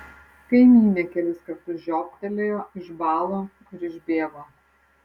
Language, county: Lithuanian, Vilnius